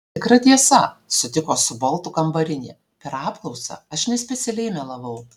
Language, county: Lithuanian, Alytus